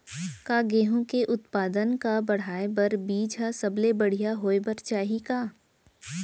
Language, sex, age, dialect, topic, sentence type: Chhattisgarhi, female, 18-24, Central, agriculture, question